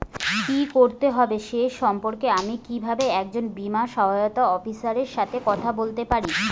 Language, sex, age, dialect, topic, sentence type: Bengali, female, 25-30, Rajbangshi, banking, question